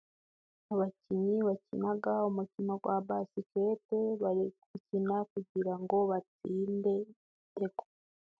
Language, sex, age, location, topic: Kinyarwanda, female, 18-24, Musanze, government